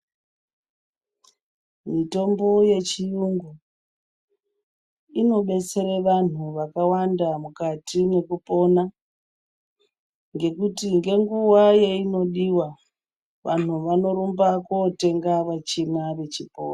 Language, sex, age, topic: Ndau, female, 36-49, health